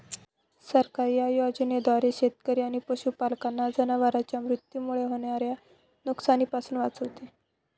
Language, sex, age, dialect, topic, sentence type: Marathi, male, 25-30, Northern Konkan, agriculture, statement